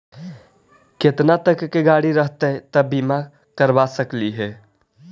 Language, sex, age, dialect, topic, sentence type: Magahi, male, 18-24, Central/Standard, banking, question